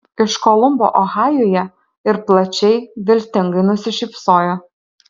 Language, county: Lithuanian, Alytus